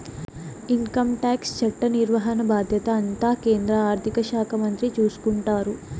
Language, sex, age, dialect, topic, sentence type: Telugu, female, 18-24, Southern, banking, statement